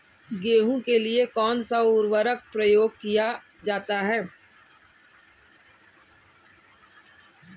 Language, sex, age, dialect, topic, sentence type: Hindi, female, 51-55, Kanauji Braj Bhasha, agriculture, question